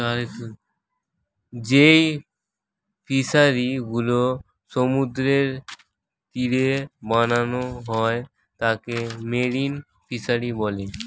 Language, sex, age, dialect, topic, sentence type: Bengali, male, <18, Standard Colloquial, agriculture, statement